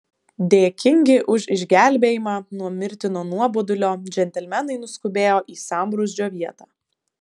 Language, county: Lithuanian, Vilnius